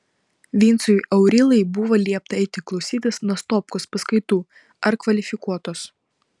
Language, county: Lithuanian, Vilnius